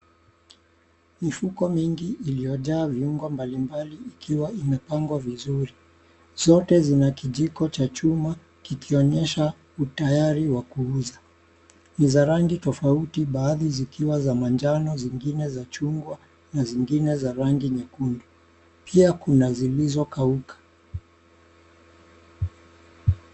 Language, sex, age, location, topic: Swahili, male, 36-49, Mombasa, agriculture